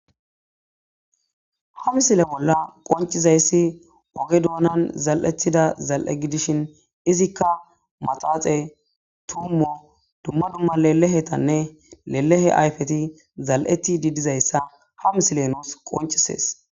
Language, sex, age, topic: Gamo, male, 18-24, agriculture